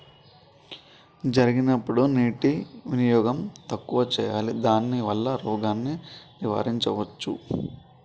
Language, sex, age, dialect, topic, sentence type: Telugu, male, 25-30, Telangana, agriculture, question